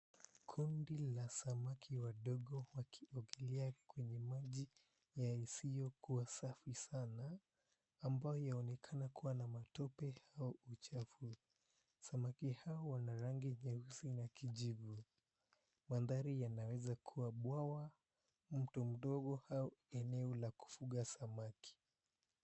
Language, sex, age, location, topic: Swahili, male, 18-24, Mombasa, agriculture